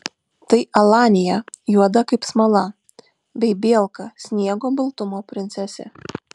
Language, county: Lithuanian, Vilnius